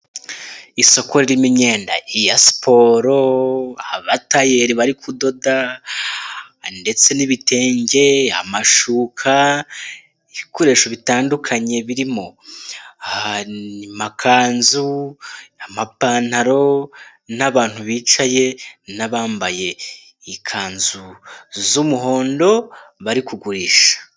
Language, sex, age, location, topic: Kinyarwanda, male, 18-24, Nyagatare, finance